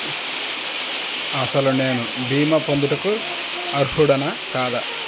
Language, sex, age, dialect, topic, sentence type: Telugu, male, 25-30, Central/Coastal, agriculture, question